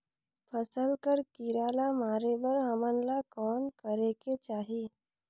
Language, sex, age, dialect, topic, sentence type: Chhattisgarhi, female, 46-50, Northern/Bhandar, agriculture, question